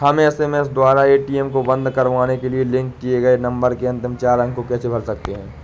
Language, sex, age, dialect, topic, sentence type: Hindi, male, 18-24, Awadhi Bundeli, banking, question